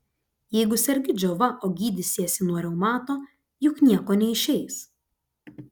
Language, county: Lithuanian, Klaipėda